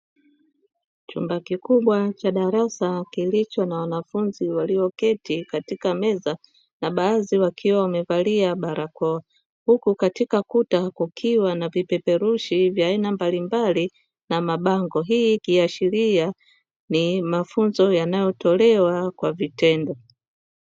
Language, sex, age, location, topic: Swahili, female, 50+, Dar es Salaam, education